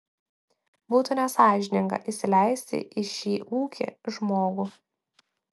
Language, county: Lithuanian, Klaipėda